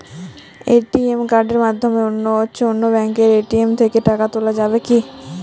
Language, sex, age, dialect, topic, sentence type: Bengali, female, 18-24, Jharkhandi, banking, question